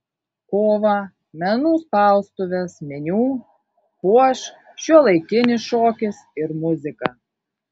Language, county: Lithuanian, Kaunas